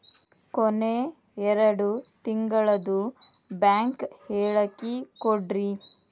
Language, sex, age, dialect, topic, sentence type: Kannada, female, 36-40, Dharwad Kannada, banking, question